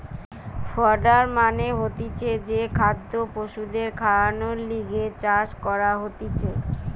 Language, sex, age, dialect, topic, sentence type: Bengali, female, 31-35, Western, agriculture, statement